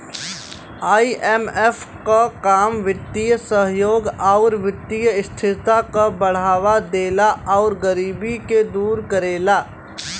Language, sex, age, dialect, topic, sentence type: Bhojpuri, male, 18-24, Western, banking, statement